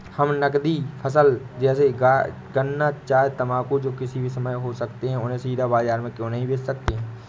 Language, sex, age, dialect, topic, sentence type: Hindi, male, 18-24, Awadhi Bundeli, agriculture, question